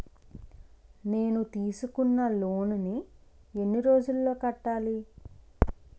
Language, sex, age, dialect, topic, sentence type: Telugu, female, 25-30, Utterandhra, banking, question